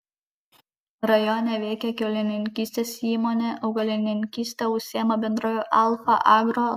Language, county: Lithuanian, Kaunas